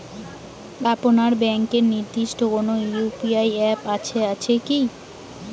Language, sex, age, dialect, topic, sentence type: Bengali, female, 18-24, Western, banking, question